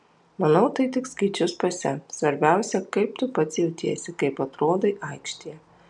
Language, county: Lithuanian, Alytus